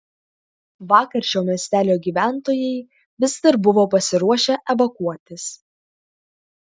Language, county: Lithuanian, Klaipėda